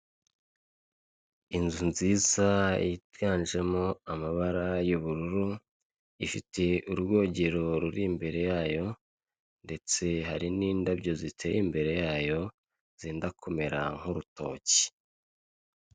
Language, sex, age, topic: Kinyarwanda, male, 25-35, finance